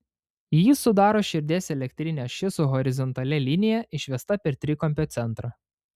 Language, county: Lithuanian, Panevėžys